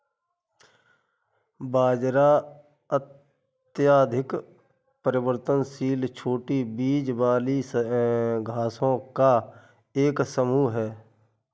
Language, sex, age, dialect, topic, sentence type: Hindi, male, 31-35, Kanauji Braj Bhasha, agriculture, statement